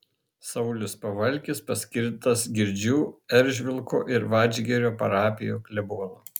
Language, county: Lithuanian, Šiauliai